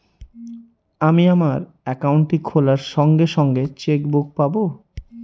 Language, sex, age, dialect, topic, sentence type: Bengali, male, 41-45, Northern/Varendri, banking, question